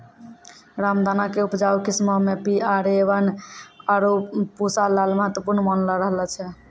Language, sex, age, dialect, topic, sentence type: Maithili, female, 31-35, Angika, agriculture, statement